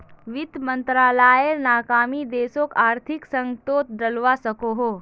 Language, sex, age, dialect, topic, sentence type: Magahi, female, 18-24, Northeastern/Surjapuri, banking, statement